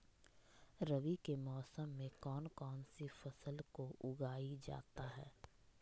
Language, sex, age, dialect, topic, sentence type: Magahi, female, 25-30, Southern, agriculture, question